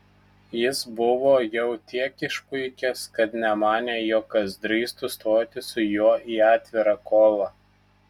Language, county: Lithuanian, Telšiai